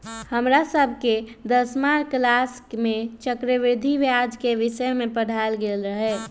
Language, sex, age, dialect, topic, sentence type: Magahi, male, 18-24, Western, banking, statement